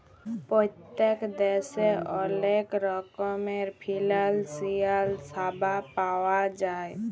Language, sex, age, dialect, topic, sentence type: Bengali, female, 18-24, Jharkhandi, banking, statement